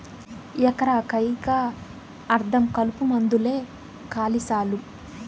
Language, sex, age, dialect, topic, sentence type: Telugu, female, 18-24, Southern, agriculture, statement